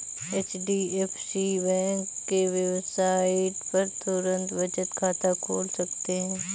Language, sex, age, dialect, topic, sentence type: Hindi, female, 25-30, Kanauji Braj Bhasha, banking, statement